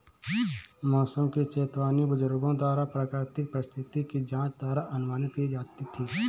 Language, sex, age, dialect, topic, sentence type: Hindi, male, 25-30, Awadhi Bundeli, agriculture, statement